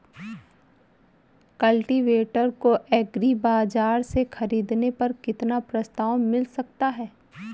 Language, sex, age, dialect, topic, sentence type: Hindi, female, 25-30, Awadhi Bundeli, agriculture, question